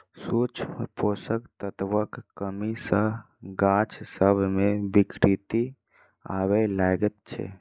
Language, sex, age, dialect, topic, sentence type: Maithili, female, 25-30, Southern/Standard, agriculture, statement